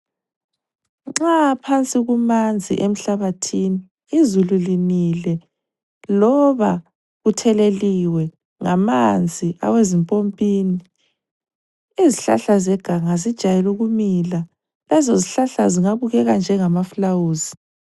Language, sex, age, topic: North Ndebele, female, 25-35, health